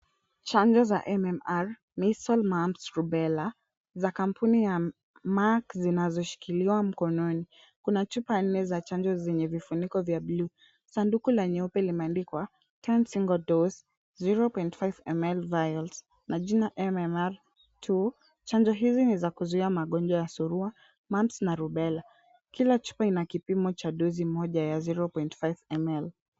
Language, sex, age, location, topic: Swahili, female, 18-24, Kisumu, health